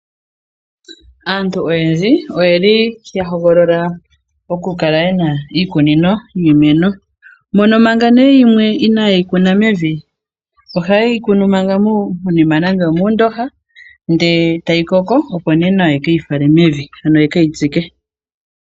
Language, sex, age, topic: Oshiwambo, female, 18-24, agriculture